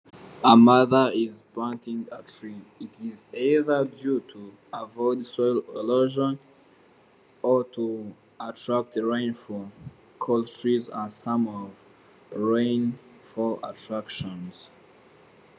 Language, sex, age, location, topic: Kinyarwanda, male, 18-24, Nyagatare, agriculture